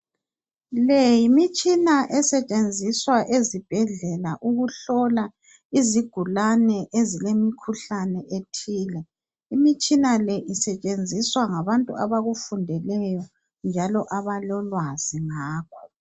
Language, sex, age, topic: North Ndebele, female, 50+, health